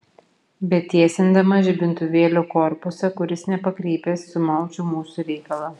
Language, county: Lithuanian, Vilnius